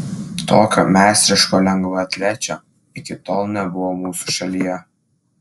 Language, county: Lithuanian, Klaipėda